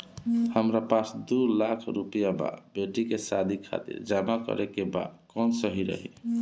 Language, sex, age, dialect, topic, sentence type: Bhojpuri, male, 36-40, Northern, banking, question